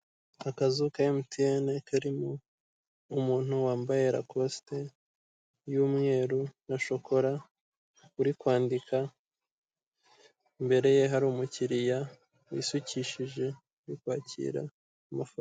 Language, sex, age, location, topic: Kinyarwanda, male, 18-24, Kigali, finance